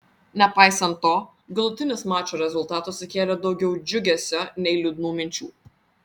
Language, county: Lithuanian, Vilnius